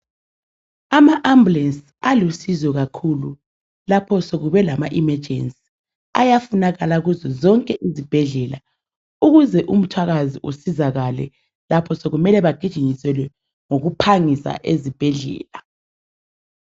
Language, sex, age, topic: North Ndebele, female, 25-35, health